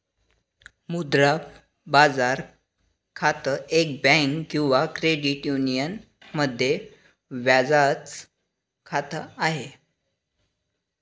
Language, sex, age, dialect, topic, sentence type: Marathi, male, 60-100, Northern Konkan, banking, statement